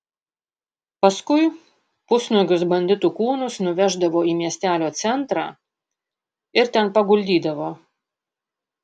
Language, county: Lithuanian, Panevėžys